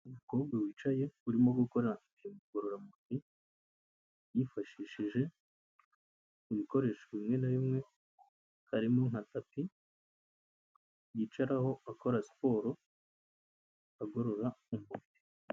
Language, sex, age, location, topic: Kinyarwanda, male, 25-35, Kigali, health